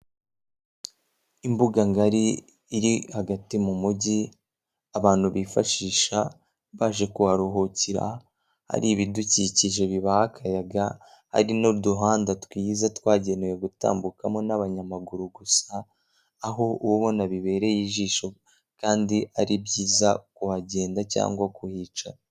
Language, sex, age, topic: Kinyarwanda, female, 18-24, government